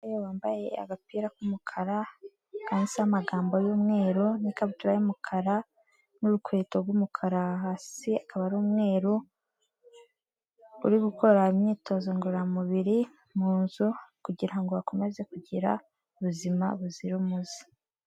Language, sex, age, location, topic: Kinyarwanda, female, 18-24, Kigali, health